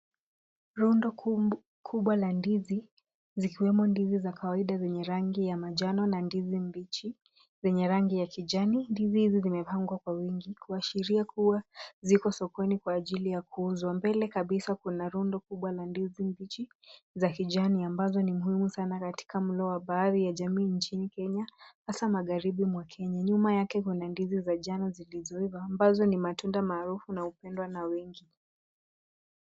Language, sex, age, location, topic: Swahili, female, 18-24, Nairobi, finance